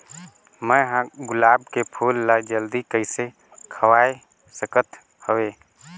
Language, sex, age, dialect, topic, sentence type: Chhattisgarhi, male, 18-24, Northern/Bhandar, agriculture, question